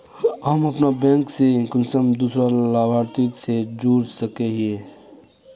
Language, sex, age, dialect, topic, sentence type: Magahi, male, 18-24, Northeastern/Surjapuri, banking, question